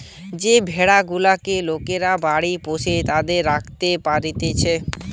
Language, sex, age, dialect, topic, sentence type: Bengali, male, 18-24, Western, agriculture, statement